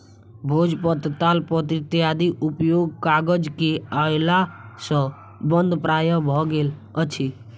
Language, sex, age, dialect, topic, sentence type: Maithili, female, 18-24, Southern/Standard, agriculture, statement